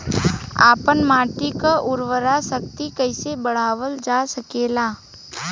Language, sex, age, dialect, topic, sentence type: Bhojpuri, female, 18-24, Western, agriculture, question